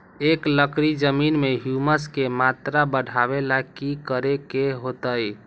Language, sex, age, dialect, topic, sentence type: Magahi, male, 18-24, Western, agriculture, question